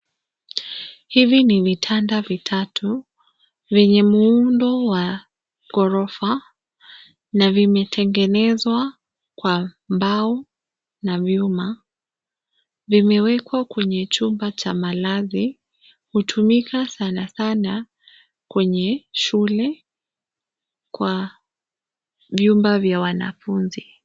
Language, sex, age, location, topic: Swahili, female, 25-35, Nairobi, education